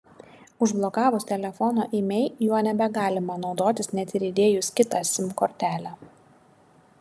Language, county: Lithuanian, Telšiai